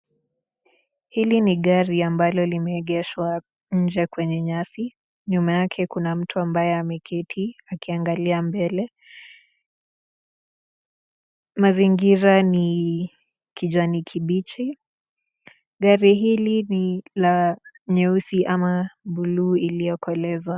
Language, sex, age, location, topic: Swahili, female, 18-24, Nakuru, finance